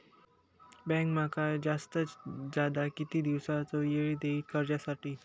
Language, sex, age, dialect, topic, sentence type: Marathi, male, 60-100, Southern Konkan, banking, question